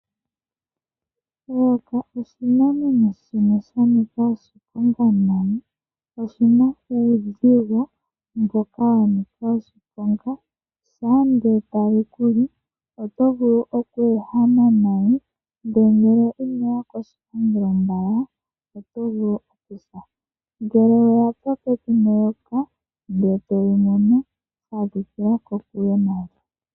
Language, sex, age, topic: Oshiwambo, female, 18-24, agriculture